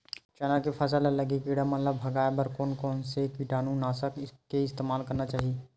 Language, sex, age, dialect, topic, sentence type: Chhattisgarhi, male, 25-30, Western/Budati/Khatahi, agriculture, question